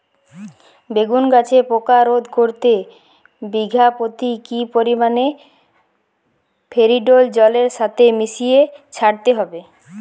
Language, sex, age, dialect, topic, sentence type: Bengali, female, 25-30, Jharkhandi, agriculture, question